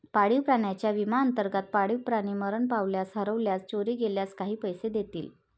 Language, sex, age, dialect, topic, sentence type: Marathi, female, 36-40, Varhadi, banking, statement